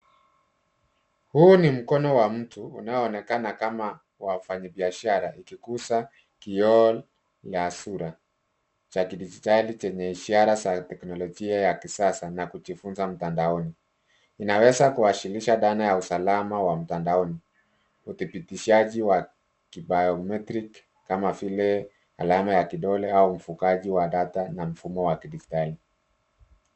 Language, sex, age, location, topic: Swahili, male, 50+, Nairobi, education